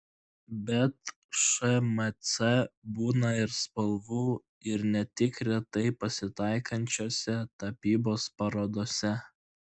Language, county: Lithuanian, Klaipėda